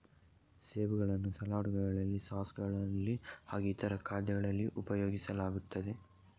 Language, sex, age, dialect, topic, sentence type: Kannada, male, 31-35, Coastal/Dakshin, agriculture, statement